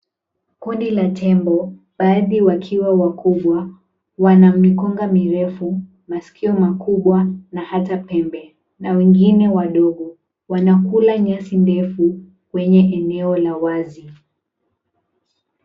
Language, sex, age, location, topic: Swahili, female, 18-24, Mombasa, agriculture